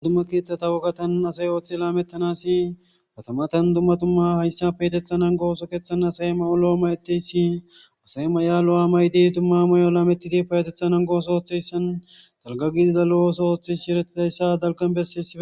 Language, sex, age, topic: Gamo, male, 18-24, government